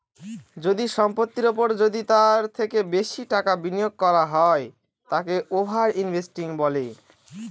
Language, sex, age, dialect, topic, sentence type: Bengali, male, <18, Northern/Varendri, banking, statement